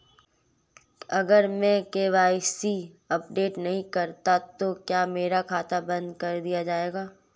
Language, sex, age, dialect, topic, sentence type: Hindi, female, 18-24, Marwari Dhudhari, banking, question